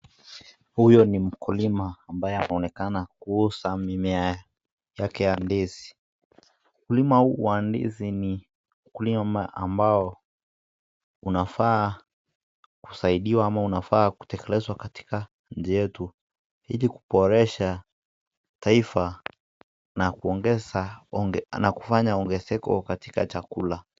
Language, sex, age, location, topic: Swahili, male, 18-24, Nakuru, agriculture